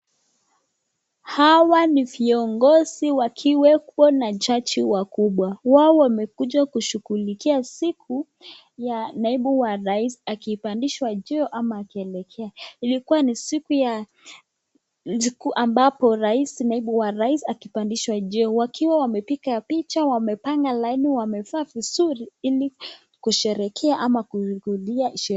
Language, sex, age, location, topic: Swahili, female, 25-35, Nakuru, government